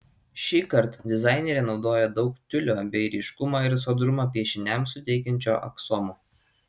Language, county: Lithuanian, Alytus